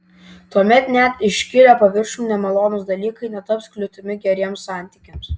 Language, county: Lithuanian, Vilnius